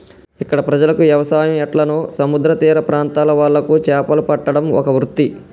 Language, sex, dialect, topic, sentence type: Telugu, male, Telangana, agriculture, statement